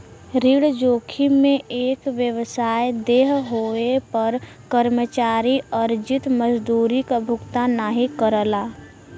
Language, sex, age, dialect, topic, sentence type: Bhojpuri, female, 18-24, Western, banking, statement